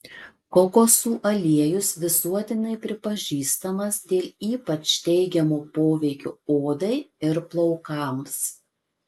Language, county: Lithuanian, Marijampolė